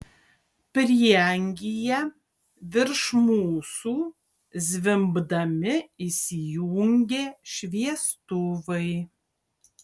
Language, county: Lithuanian, Kaunas